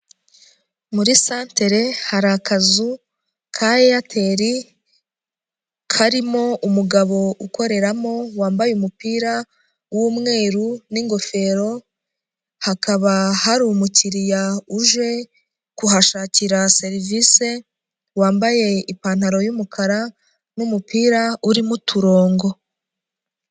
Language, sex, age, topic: Kinyarwanda, female, 25-35, finance